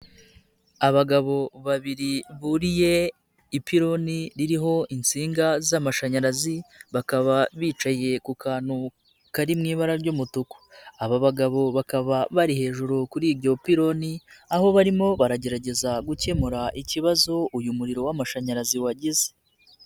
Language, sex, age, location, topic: Kinyarwanda, female, 25-35, Nyagatare, government